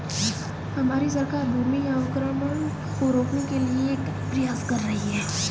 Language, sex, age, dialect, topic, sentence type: Hindi, female, 18-24, Marwari Dhudhari, agriculture, statement